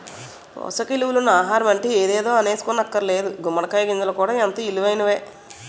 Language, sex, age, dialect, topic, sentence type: Telugu, female, 41-45, Utterandhra, agriculture, statement